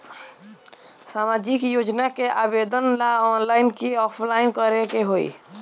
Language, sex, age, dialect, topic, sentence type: Bhojpuri, male, 18-24, Northern, banking, question